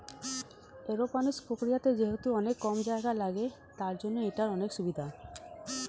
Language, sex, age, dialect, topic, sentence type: Bengali, female, 31-35, Standard Colloquial, agriculture, statement